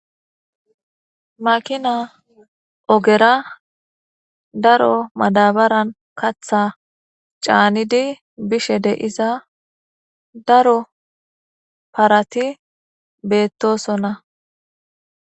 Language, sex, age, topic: Gamo, female, 18-24, government